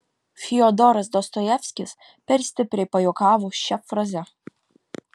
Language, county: Lithuanian, Marijampolė